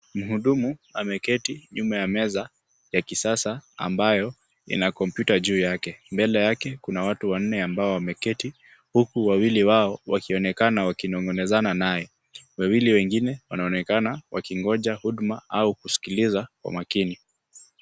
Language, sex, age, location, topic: Swahili, male, 18-24, Kisumu, government